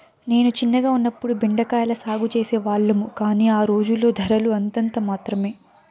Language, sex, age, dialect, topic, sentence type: Telugu, female, 56-60, Southern, banking, statement